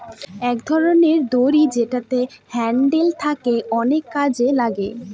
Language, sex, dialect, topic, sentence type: Bengali, female, Northern/Varendri, agriculture, statement